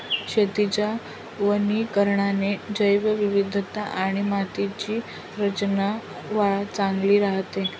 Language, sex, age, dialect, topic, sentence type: Marathi, female, 25-30, Northern Konkan, agriculture, statement